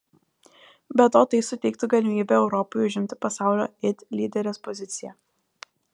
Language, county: Lithuanian, Kaunas